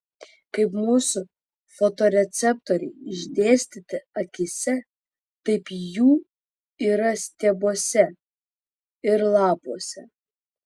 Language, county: Lithuanian, Vilnius